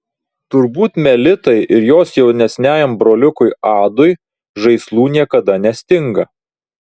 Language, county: Lithuanian, Vilnius